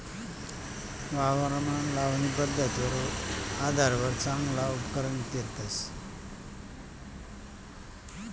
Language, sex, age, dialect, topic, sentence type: Marathi, male, 56-60, Northern Konkan, agriculture, statement